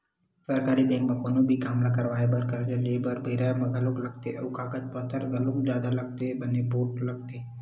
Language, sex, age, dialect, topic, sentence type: Chhattisgarhi, male, 18-24, Western/Budati/Khatahi, banking, statement